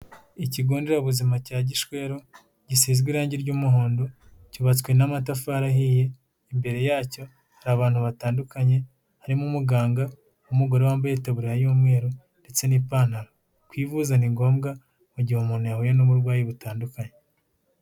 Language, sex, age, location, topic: Kinyarwanda, male, 18-24, Huye, health